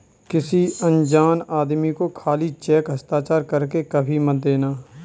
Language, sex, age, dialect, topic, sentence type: Hindi, male, 25-30, Kanauji Braj Bhasha, banking, statement